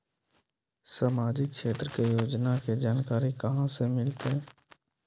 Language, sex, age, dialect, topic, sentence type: Magahi, male, 18-24, Western, banking, question